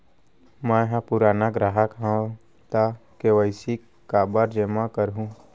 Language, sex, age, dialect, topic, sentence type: Chhattisgarhi, male, 25-30, Central, banking, question